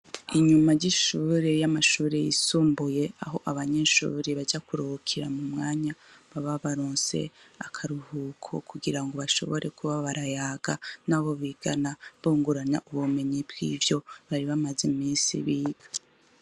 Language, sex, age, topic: Rundi, female, 25-35, education